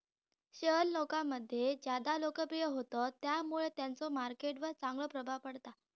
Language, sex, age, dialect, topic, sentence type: Marathi, female, 18-24, Southern Konkan, banking, statement